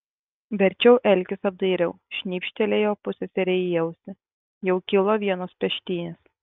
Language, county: Lithuanian, Kaunas